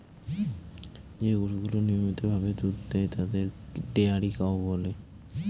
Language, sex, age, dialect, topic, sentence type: Bengali, male, 18-24, Northern/Varendri, agriculture, statement